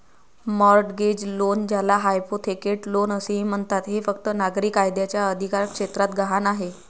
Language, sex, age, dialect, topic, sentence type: Marathi, female, 25-30, Varhadi, banking, statement